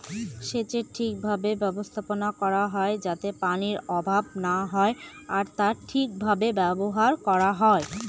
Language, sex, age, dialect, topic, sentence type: Bengali, female, 25-30, Northern/Varendri, agriculture, statement